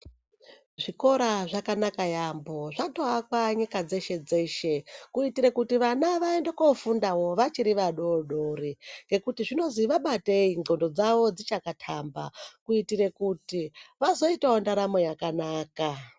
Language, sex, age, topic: Ndau, male, 36-49, education